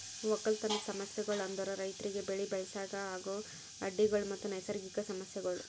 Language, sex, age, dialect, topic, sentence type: Kannada, female, 18-24, Northeastern, agriculture, statement